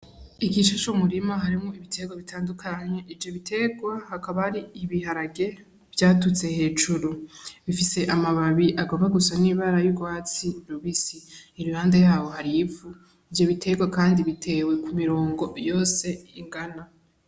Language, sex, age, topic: Rundi, female, 18-24, agriculture